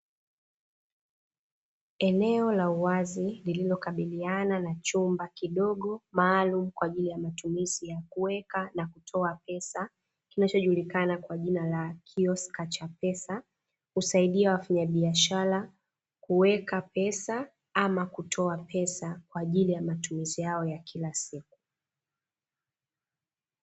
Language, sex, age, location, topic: Swahili, female, 25-35, Dar es Salaam, finance